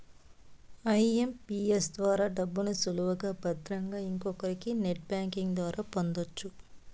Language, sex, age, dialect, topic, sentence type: Telugu, female, 25-30, Southern, banking, statement